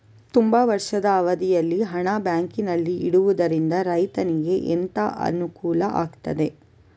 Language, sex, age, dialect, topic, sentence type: Kannada, female, 41-45, Coastal/Dakshin, banking, question